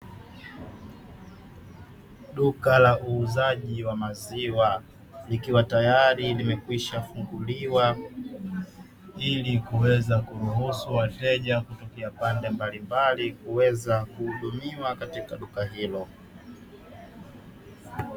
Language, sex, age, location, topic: Swahili, male, 18-24, Dar es Salaam, finance